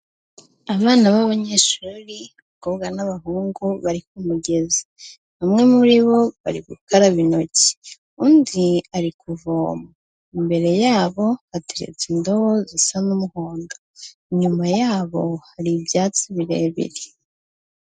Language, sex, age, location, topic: Kinyarwanda, female, 25-35, Kigali, health